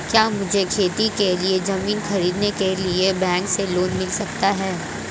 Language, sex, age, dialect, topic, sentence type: Hindi, male, 18-24, Marwari Dhudhari, agriculture, question